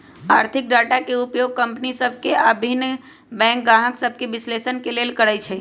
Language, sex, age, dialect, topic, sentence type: Magahi, female, 25-30, Western, banking, statement